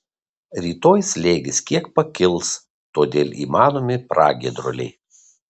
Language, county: Lithuanian, Kaunas